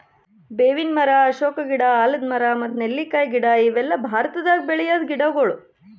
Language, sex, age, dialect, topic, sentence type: Kannada, female, 31-35, Northeastern, agriculture, statement